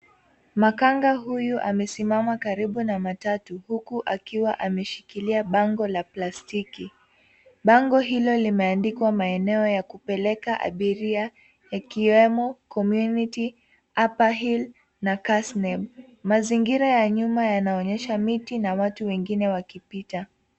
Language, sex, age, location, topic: Swahili, female, 18-24, Nairobi, government